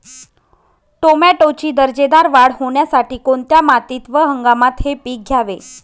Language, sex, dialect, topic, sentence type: Marathi, female, Northern Konkan, agriculture, question